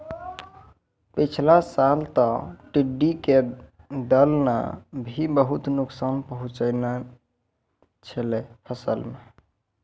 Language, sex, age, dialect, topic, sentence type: Maithili, male, 18-24, Angika, agriculture, statement